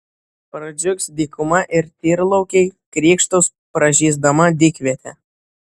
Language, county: Lithuanian, Vilnius